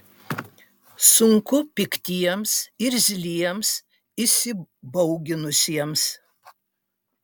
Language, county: Lithuanian, Utena